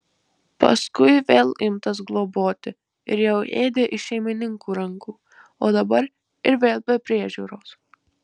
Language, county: Lithuanian, Marijampolė